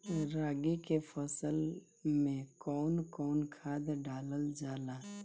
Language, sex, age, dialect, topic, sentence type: Bhojpuri, male, 25-30, Northern, agriculture, question